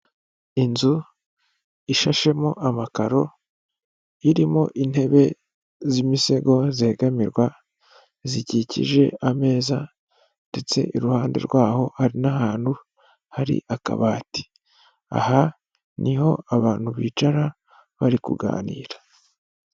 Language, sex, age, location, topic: Kinyarwanda, male, 25-35, Huye, finance